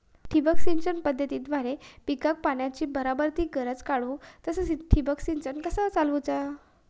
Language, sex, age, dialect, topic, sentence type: Marathi, female, 41-45, Southern Konkan, agriculture, question